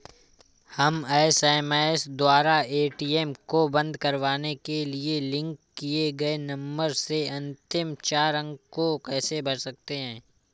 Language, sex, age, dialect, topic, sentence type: Hindi, male, 25-30, Awadhi Bundeli, banking, question